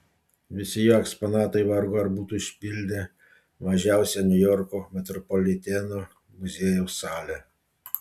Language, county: Lithuanian, Panevėžys